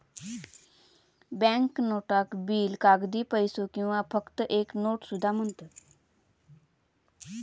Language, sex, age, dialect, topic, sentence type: Marathi, female, 25-30, Southern Konkan, banking, statement